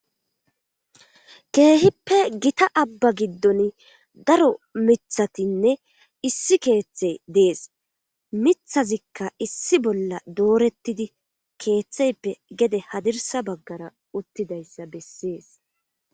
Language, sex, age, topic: Gamo, female, 25-35, government